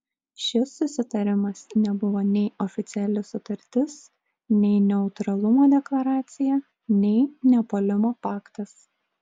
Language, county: Lithuanian, Klaipėda